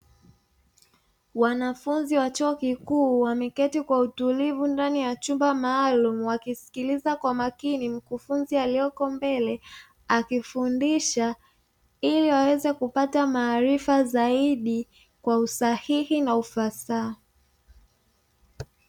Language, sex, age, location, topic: Swahili, female, 25-35, Dar es Salaam, education